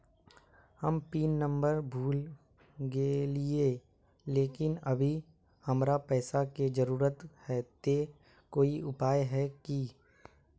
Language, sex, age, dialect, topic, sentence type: Magahi, male, 18-24, Northeastern/Surjapuri, banking, question